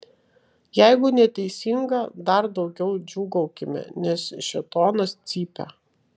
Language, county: Lithuanian, Vilnius